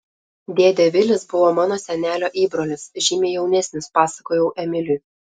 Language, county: Lithuanian, Telšiai